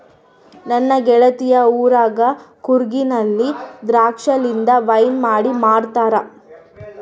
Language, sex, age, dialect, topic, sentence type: Kannada, female, 31-35, Central, agriculture, statement